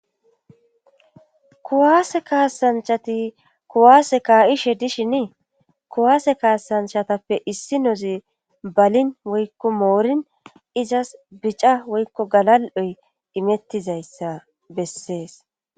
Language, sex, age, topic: Gamo, female, 25-35, government